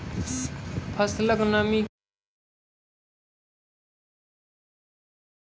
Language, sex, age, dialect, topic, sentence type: Maithili, male, 18-24, Angika, agriculture, question